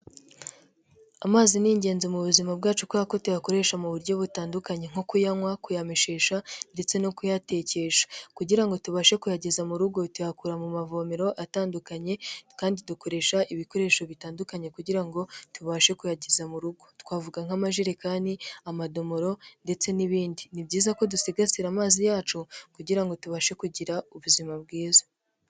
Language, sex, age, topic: Kinyarwanda, female, 18-24, health